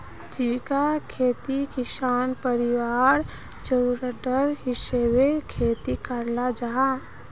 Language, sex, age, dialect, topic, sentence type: Magahi, female, 18-24, Northeastern/Surjapuri, agriculture, statement